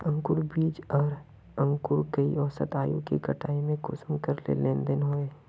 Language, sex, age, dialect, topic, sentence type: Magahi, male, 31-35, Northeastern/Surjapuri, agriculture, question